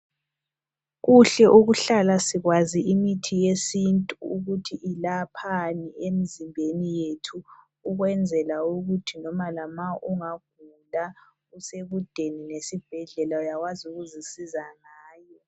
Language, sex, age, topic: North Ndebele, female, 25-35, health